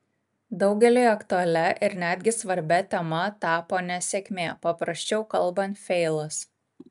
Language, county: Lithuanian, Kaunas